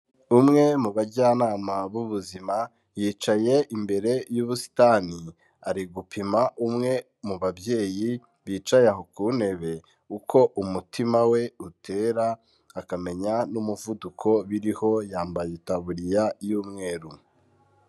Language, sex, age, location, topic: Kinyarwanda, male, 25-35, Kigali, health